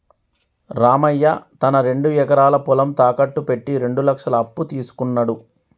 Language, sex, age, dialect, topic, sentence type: Telugu, male, 36-40, Telangana, banking, statement